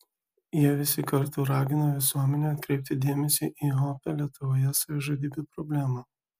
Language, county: Lithuanian, Kaunas